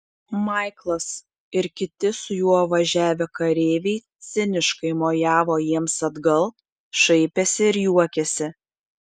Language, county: Lithuanian, Šiauliai